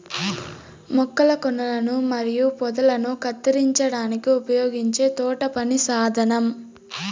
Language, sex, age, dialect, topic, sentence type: Telugu, male, 18-24, Southern, agriculture, statement